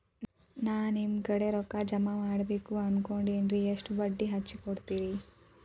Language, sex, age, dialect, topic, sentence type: Kannada, female, 18-24, Dharwad Kannada, banking, question